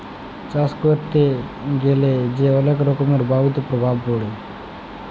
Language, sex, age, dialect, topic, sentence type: Bengali, male, 18-24, Jharkhandi, agriculture, statement